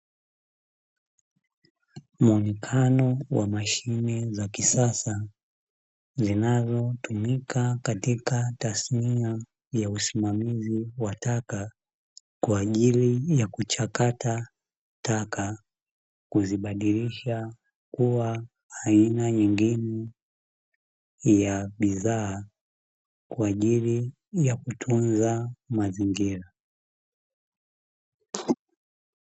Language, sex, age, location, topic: Swahili, male, 25-35, Dar es Salaam, government